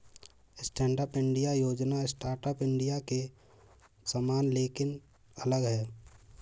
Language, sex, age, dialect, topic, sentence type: Hindi, male, 18-24, Marwari Dhudhari, banking, statement